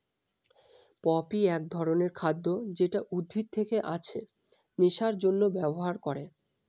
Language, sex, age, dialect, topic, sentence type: Bengali, male, 18-24, Northern/Varendri, agriculture, statement